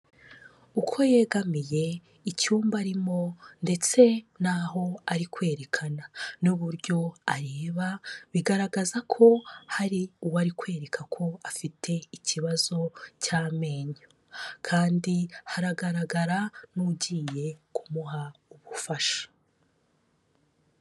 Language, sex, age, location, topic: Kinyarwanda, female, 25-35, Kigali, health